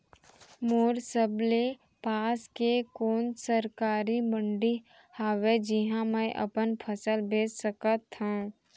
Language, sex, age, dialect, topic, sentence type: Chhattisgarhi, female, 18-24, Central, agriculture, question